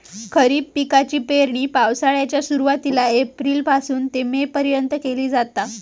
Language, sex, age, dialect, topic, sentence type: Marathi, female, 18-24, Southern Konkan, agriculture, statement